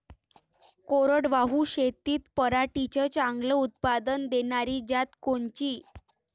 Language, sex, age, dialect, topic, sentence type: Marathi, female, 18-24, Varhadi, agriculture, question